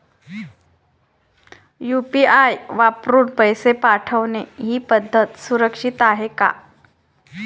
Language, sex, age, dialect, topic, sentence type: Marathi, female, 25-30, Standard Marathi, banking, question